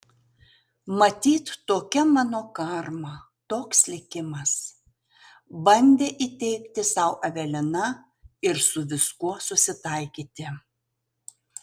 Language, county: Lithuanian, Utena